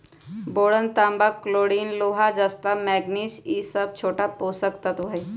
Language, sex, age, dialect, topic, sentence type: Magahi, female, 25-30, Western, agriculture, statement